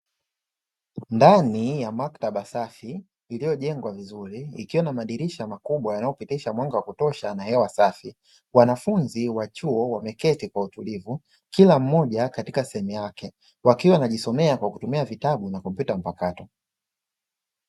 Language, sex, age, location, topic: Swahili, male, 25-35, Dar es Salaam, education